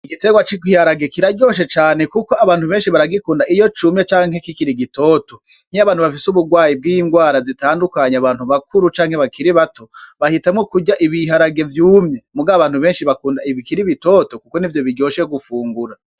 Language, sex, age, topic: Rundi, male, 25-35, agriculture